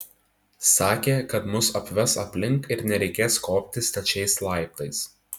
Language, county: Lithuanian, Tauragė